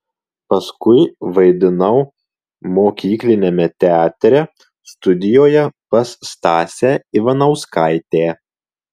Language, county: Lithuanian, Marijampolė